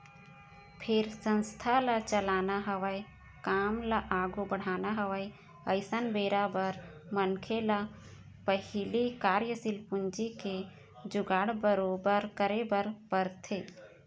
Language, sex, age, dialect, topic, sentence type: Chhattisgarhi, female, 31-35, Eastern, banking, statement